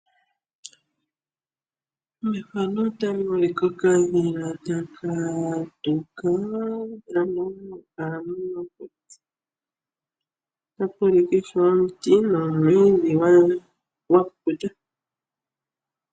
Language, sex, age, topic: Oshiwambo, female, 25-35, agriculture